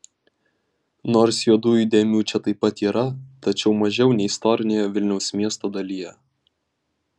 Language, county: Lithuanian, Vilnius